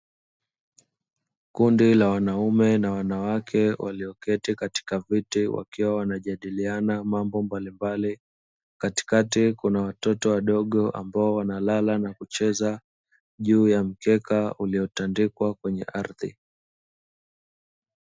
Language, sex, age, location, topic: Swahili, male, 25-35, Dar es Salaam, education